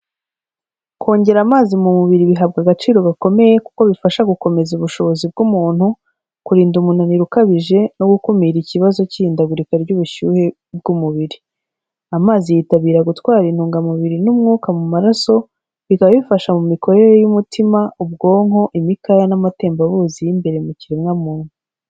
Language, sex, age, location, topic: Kinyarwanda, female, 25-35, Kigali, health